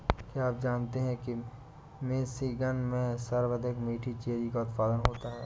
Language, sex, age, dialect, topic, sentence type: Hindi, male, 18-24, Awadhi Bundeli, agriculture, statement